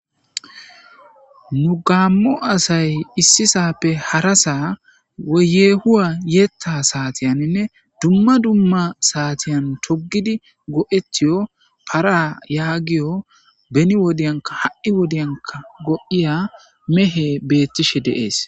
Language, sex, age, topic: Gamo, male, 25-35, agriculture